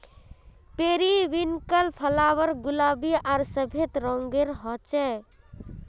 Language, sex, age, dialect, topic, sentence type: Magahi, female, 18-24, Northeastern/Surjapuri, agriculture, statement